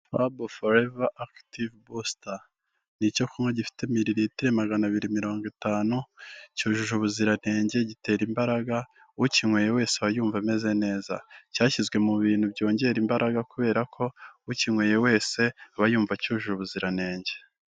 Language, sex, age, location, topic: Kinyarwanda, male, 25-35, Kigali, health